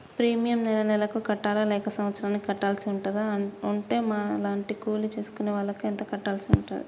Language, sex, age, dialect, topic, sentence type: Telugu, male, 25-30, Telangana, banking, question